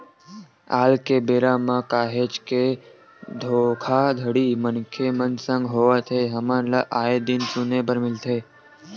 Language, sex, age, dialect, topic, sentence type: Chhattisgarhi, male, 18-24, Western/Budati/Khatahi, banking, statement